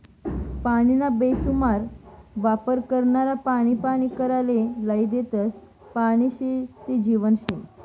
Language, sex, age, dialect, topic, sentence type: Marathi, female, 18-24, Northern Konkan, agriculture, statement